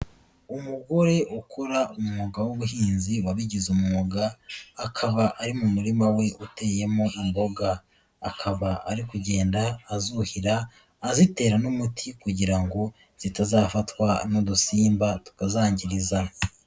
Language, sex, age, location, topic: Kinyarwanda, female, 18-24, Nyagatare, agriculture